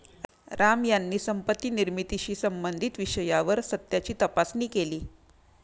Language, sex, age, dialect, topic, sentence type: Marathi, female, 31-35, Standard Marathi, banking, statement